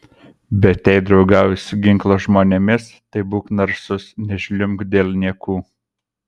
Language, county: Lithuanian, Kaunas